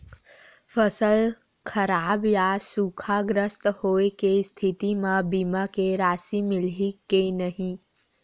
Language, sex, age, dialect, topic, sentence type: Chhattisgarhi, female, 18-24, Western/Budati/Khatahi, agriculture, question